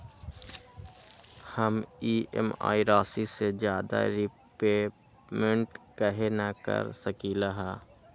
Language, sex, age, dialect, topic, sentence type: Magahi, male, 18-24, Western, banking, question